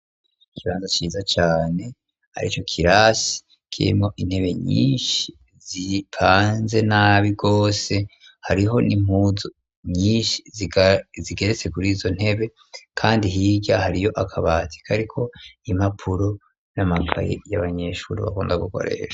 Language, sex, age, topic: Rundi, male, 36-49, education